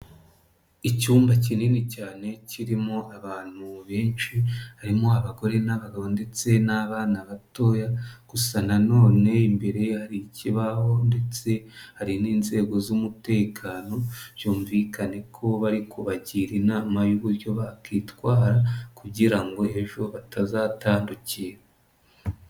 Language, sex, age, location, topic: Kinyarwanda, female, 25-35, Nyagatare, education